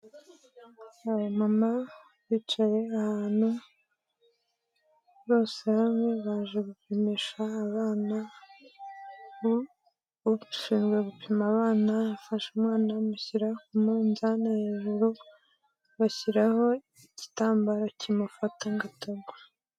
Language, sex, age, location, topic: Kinyarwanda, female, 18-24, Kigali, health